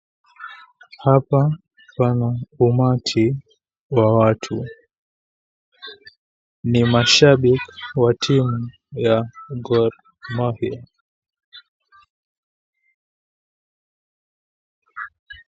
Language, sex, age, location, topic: Swahili, female, 18-24, Mombasa, government